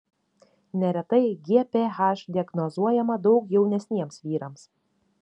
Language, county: Lithuanian, Šiauliai